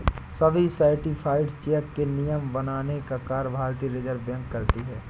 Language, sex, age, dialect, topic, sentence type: Hindi, male, 60-100, Awadhi Bundeli, banking, statement